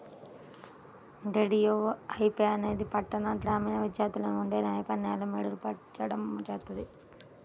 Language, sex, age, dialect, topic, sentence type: Telugu, female, 18-24, Central/Coastal, banking, statement